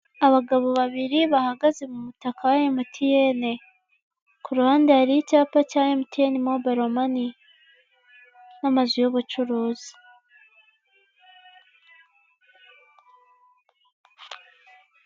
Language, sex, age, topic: Kinyarwanda, female, 18-24, finance